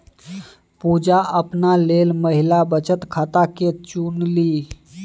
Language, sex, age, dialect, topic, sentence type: Maithili, male, 18-24, Bajjika, banking, statement